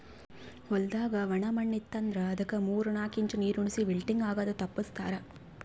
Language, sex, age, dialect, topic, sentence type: Kannada, female, 51-55, Northeastern, agriculture, statement